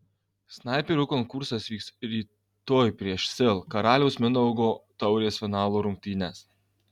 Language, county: Lithuanian, Kaunas